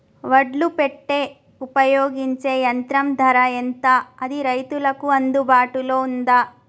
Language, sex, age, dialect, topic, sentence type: Telugu, female, 25-30, Telangana, agriculture, question